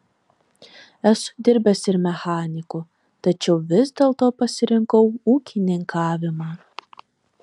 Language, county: Lithuanian, Telšiai